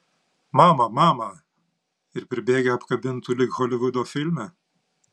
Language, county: Lithuanian, Panevėžys